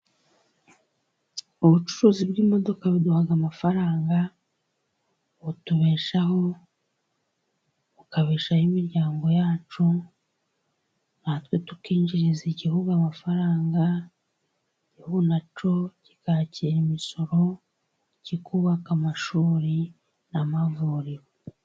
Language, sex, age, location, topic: Kinyarwanda, female, 36-49, Musanze, government